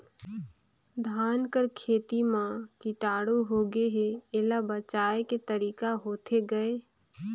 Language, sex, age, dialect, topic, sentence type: Chhattisgarhi, female, 25-30, Northern/Bhandar, agriculture, question